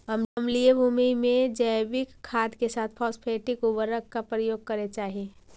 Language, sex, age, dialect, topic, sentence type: Magahi, female, 18-24, Central/Standard, banking, statement